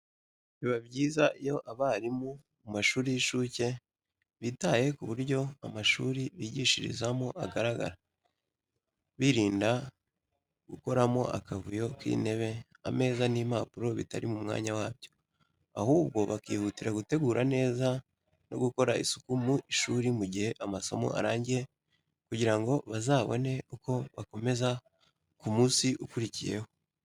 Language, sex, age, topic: Kinyarwanda, male, 18-24, education